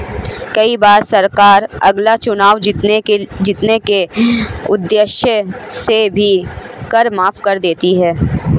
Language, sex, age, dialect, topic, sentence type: Hindi, female, 25-30, Marwari Dhudhari, banking, statement